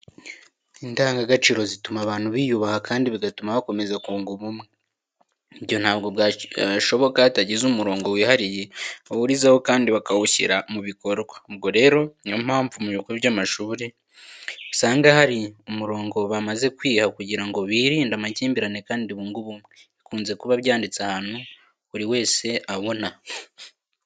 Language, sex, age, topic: Kinyarwanda, male, 18-24, education